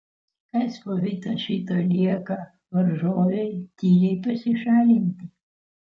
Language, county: Lithuanian, Utena